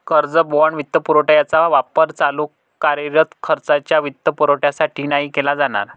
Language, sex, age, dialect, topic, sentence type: Marathi, male, 51-55, Northern Konkan, banking, statement